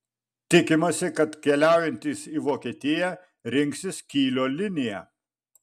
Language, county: Lithuanian, Vilnius